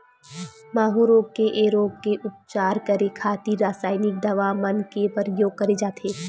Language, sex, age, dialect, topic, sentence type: Chhattisgarhi, female, 18-24, Western/Budati/Khatahi, agriculture, statement